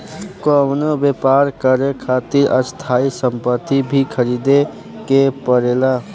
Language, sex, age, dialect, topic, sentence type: Bhojpuri, male, <18, Southern / Standard, banking, statement